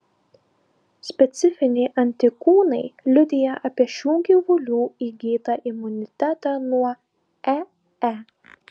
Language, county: Lithuanian, Klaipėda